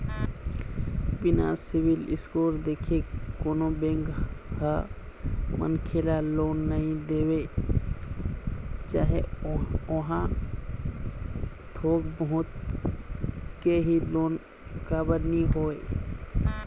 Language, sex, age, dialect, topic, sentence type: Chhattisgarhi, male, 25-30, Eastern, banking, statement